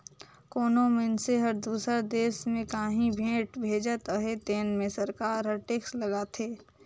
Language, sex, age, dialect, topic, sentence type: Chhattisgarhi, female, 18-24, Northern/Bhandar, banking, statement